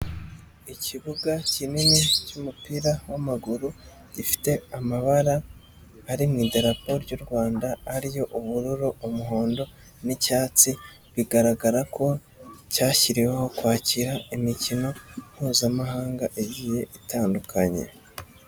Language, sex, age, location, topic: Kinyarwanda, male, 25-35, Nyagatare, government